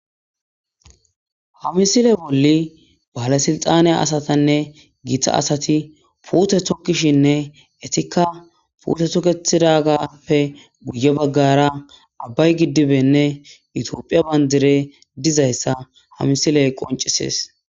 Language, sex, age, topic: Gamo, female, 18-24, agriculture